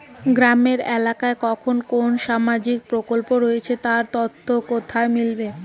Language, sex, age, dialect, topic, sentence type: Bengali, female, 18-24, Rajbangshi, banking, question